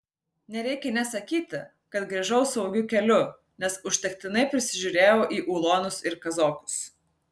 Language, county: Lithuanian, Vilnius